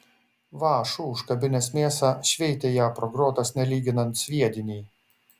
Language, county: Lithuanian, Šiauliai